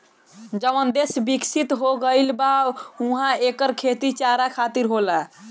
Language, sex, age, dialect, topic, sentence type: Bhojpuri, male, 18-24, Northern, agriculture, statement